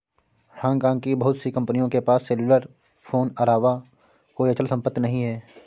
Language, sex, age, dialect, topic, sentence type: Hindi, male, 25-30, Awadhi Bundeli, banking, statement